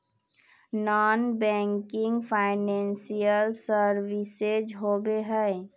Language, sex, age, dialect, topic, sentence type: Magahi, female, 18-24, Northeastern/Surjapuri, banking, question